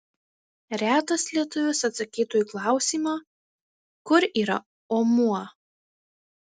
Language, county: Lithuanian, Marijampolė